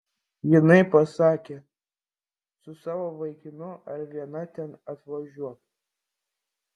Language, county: Lithuanian, Vilnius